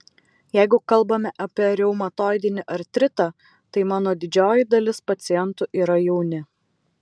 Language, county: Lithuanian, Vilnius